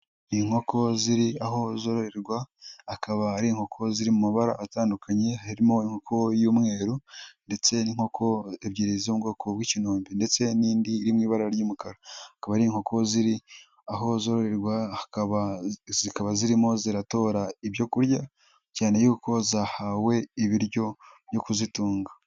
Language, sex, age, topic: Kinyarwanda, male, 18-24, agriculture